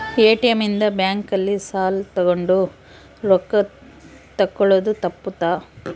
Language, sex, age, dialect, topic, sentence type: Kannada, female, 18-24, Central, banking, statement